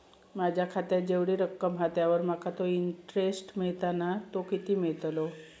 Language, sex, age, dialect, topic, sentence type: Marathi, female, 25-30, Southern Konkan, banking, question